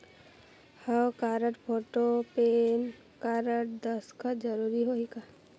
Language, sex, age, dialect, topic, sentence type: Chhattisgarhi, female, 41-45, Northern/Bhandar, banking, question